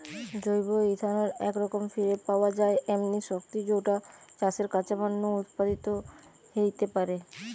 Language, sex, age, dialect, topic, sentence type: Bengali, male, 25-30, Western, agriculture, statement